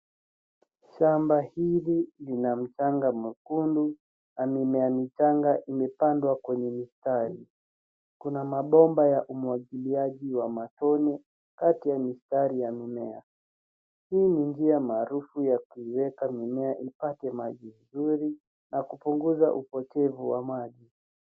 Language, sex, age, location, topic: Swahili, male, 50+, Nairobi, agriculture